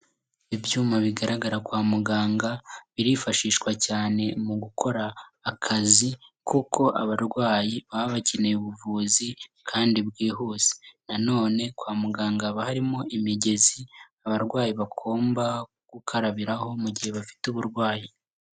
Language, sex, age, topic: Kinyarwanda, male, 18-24, health